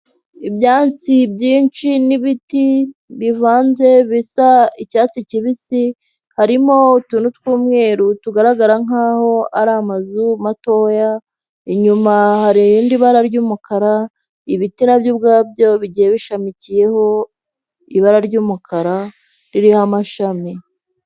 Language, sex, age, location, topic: Kinyarwanda, female, 25-35, Huye, health